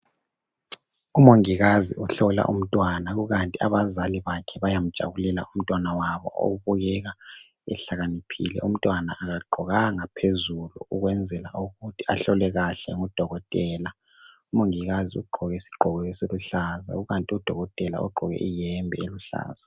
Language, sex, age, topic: North Ndebele, male, 18-24, health